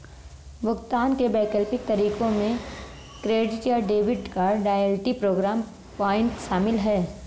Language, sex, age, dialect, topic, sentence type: Hindi, female, 25-30, Marwari Dhudhari, banking, statement